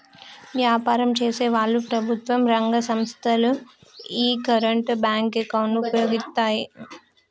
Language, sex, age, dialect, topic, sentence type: Telugu, female, 18-24, Telangana, banking, statement